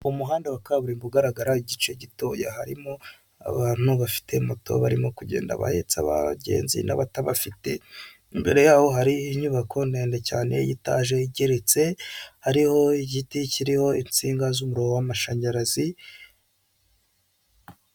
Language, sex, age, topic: Kinyarwanda, male, 25-35, government